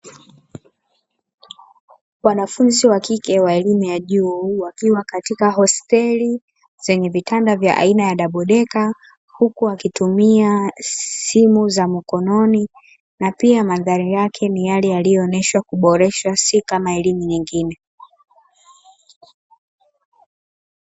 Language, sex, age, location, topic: Swahili, female, 25-35, Dar es Salaam, education